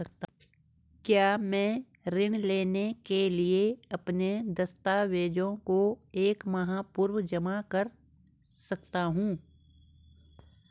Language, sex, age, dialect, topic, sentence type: Hindi, female, 46-50, Garhwali, banking, question